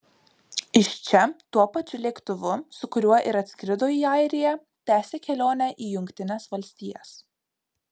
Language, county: Lithuanian, Marijampolė